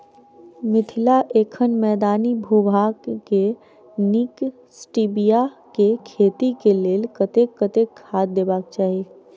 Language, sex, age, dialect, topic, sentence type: Maithili, female, 41-45, Southern/Standard, agriculture, question